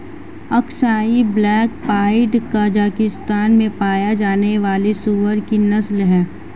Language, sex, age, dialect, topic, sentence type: Hindi, female, 18-24, Marwari Dhudhari, agriculture, statement